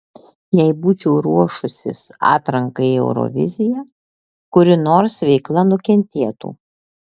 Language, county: Lithuanian, Alytus